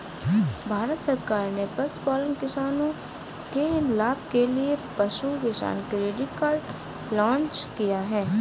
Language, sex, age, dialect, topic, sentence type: Hindi, female, 18-24, Awadhi Bundeli, agriculture, statement